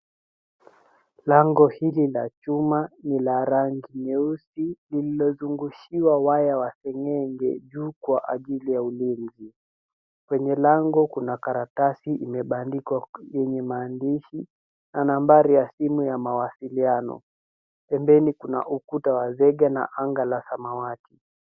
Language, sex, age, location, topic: Swahili, male, 50+, Nairobi, finance